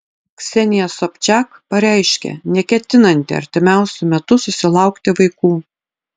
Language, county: Lithuanian, Utena